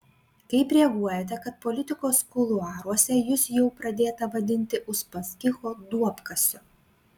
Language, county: Lithuanian, Klaipėda